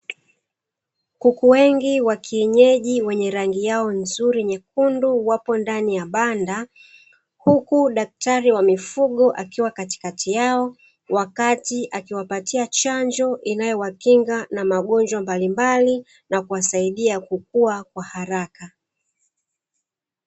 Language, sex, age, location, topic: Swahili, female, 36-49, Dar es Salaam, agriculture